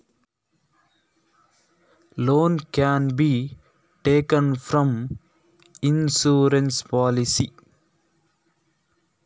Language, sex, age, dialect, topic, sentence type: Kannada, male, 18-24, Coastal/Dakshin, banking, question